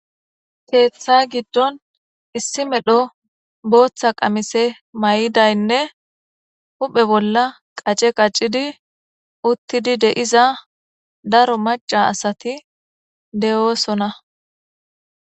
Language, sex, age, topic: Gamo, female, 25-35, government